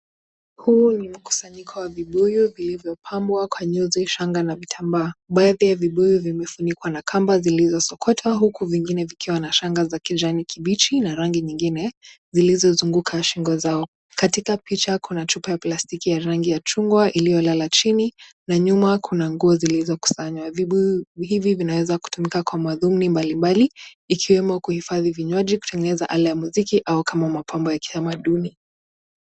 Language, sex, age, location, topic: Swahili, female, 18-24, Nakuru, health